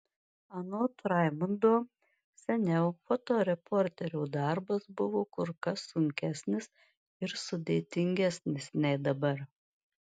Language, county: Lithuanian, Marijampolė